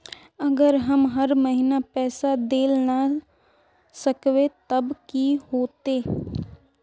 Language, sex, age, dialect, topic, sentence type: Magahi, female, 36-40, Northeastern/Surjapuri, banking, question